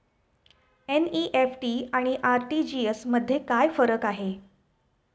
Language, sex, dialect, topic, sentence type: Marathi, female, Standard Marathi, banking, question